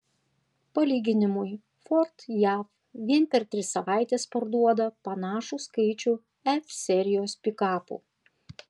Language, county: Lithuanian, Panevėžys